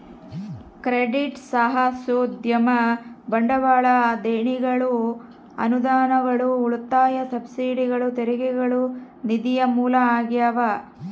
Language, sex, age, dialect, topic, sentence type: Kannada, female, 36-40, Central, banking, statement